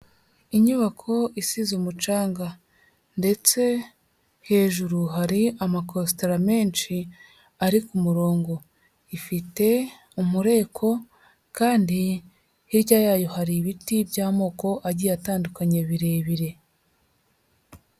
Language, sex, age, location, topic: Kinyarwanda, female, 36-49, Huye, education